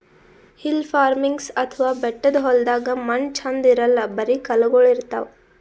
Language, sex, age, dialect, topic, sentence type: Kannada, female, 25-30, Northeastern, agriculture, statement